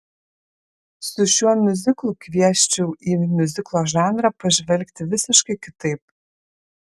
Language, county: Lithuanian, Kaunas